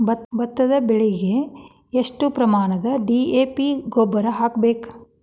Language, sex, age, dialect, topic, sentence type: Kannada, female, 36-40, Dharwad Kannada, agriculture, question